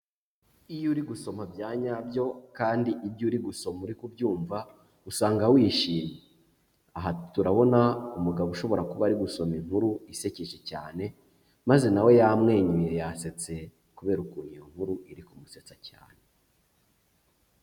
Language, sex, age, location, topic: Kinyarwanda, male, 25-35, Huye, education